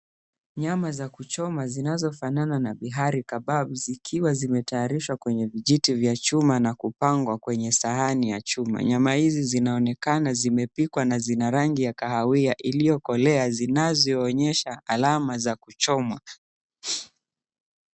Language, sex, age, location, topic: Swahili, male, 25-35, Mombasa, agriculture